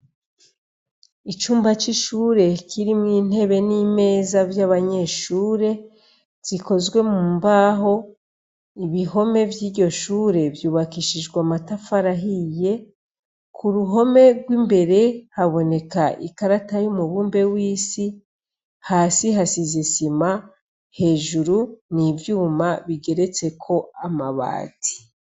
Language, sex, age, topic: Rundi, female, 36-49, education